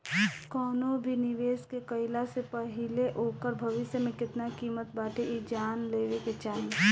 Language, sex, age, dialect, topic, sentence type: Bhojpuri, female, 18-24, Northern, banking, statement